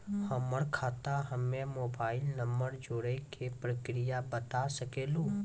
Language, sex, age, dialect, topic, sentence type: Maithili, female, 18-24, Angika, banking, question